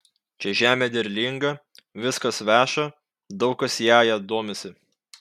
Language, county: Lithuanian, Kaunas